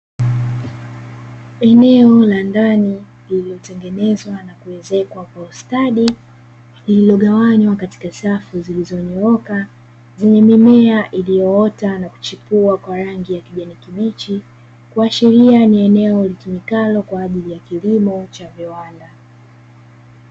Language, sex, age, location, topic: Swahili, female, 25-35, Dar es Salaam, agriculture